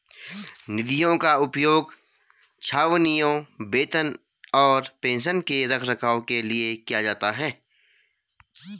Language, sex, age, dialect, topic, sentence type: Hindi, male, 31-35, Garhwali, banking, statement